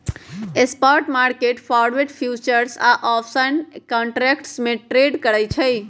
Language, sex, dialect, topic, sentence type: Magahi, male, Western, banking, statement